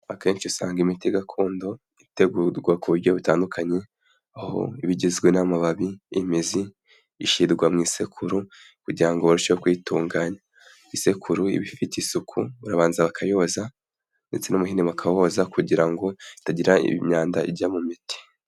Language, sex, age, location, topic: Kinyarwanda, male, 18-24, Kigali, health